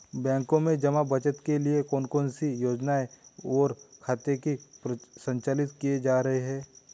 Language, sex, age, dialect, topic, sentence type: Hindi, male, 18-24, Hindustani Malvi Khadi Boli, banking, question